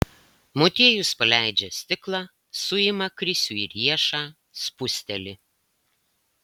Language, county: Lithuanian, Klaipėda